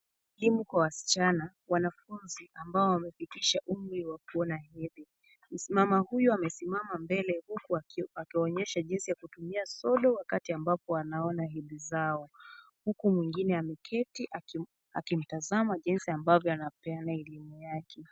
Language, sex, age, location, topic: Swahili, female, 18-24, Kisumu, health